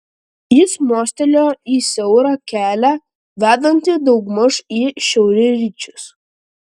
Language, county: Lithuanian, Klaipėda